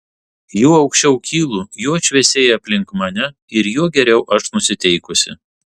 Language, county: Lithuanian, Vilnius